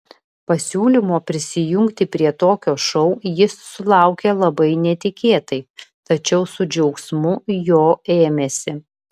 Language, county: Lithuanian, Vilnius